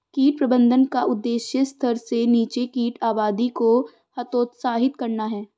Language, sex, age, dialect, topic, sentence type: Hindi, female, 18-24, Marwari Dhudhari, agriculture, statement